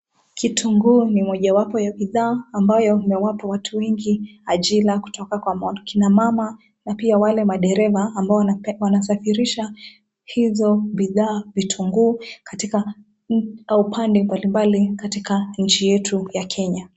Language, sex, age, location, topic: Swahili, female, 18-24, Nairobi, finance